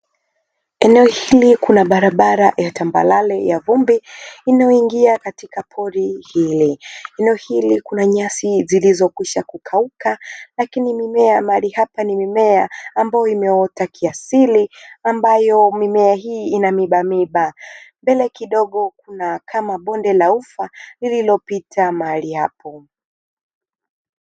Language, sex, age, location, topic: Swahili, female, 25-35, Dar es Salaam, agriculture